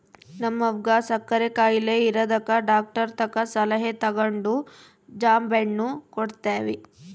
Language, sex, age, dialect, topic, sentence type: Kannada, female, 18-24, Central, agriculture, statement